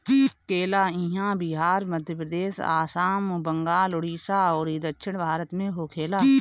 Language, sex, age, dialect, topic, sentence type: Bhojpuri, female, 25-30, Northern, agriculture, statement